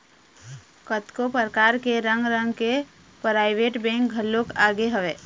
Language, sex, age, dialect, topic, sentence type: Chhattisgarhi, female, 25-30, Eastern, banking, statement